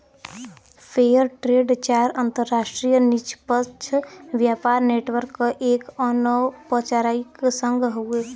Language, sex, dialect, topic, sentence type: Bhojpuri, female, Western, banking, statement